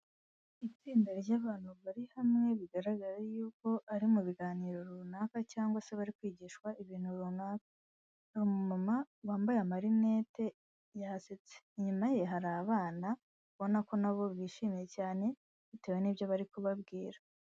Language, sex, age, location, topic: Kinyarwanda, female, 18-24, Kigali, health